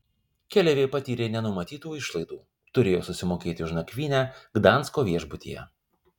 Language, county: Lithuanian, Kaunas